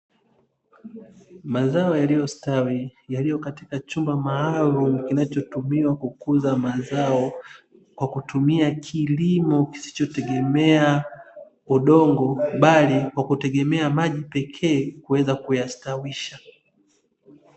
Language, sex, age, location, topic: Swahili, male, 25-35, Dar es Salaam, agriculture